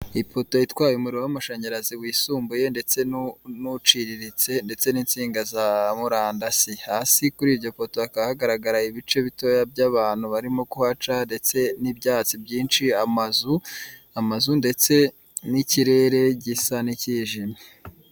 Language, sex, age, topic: Kinyarwanda, female, 18-24, government